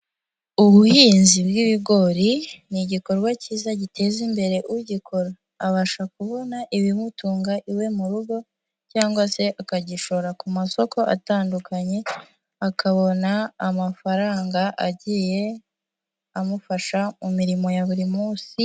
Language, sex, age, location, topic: Kinyarwanda, female, 18-24, Huye, agriculture